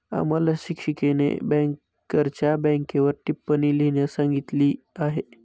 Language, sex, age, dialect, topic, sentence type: Marathi, male, 25-30, Standard Marathi, banking, statement